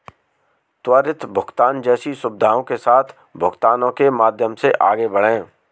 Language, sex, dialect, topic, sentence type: Hindi, male, Marwari Dhudhari, banking, statement